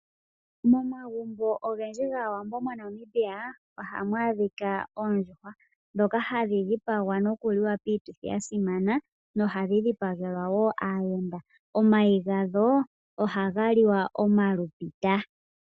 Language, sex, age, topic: Oshiwambo, female, 25-35, agriculture